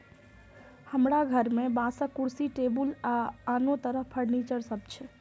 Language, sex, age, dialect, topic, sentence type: Maithili, female, 25-30, Eastern / Thethi, agriculture, statement